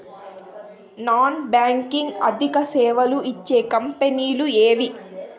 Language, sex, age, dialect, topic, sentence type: Telugu, female, 18-24, Southern, banking, question